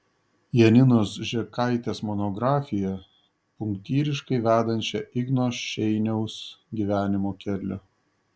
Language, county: Lithuanian, Šiauliai